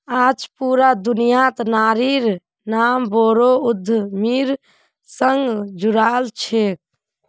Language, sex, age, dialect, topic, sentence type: Magahi, female, 25-30, Northeastern/Surjapuri, banking, statement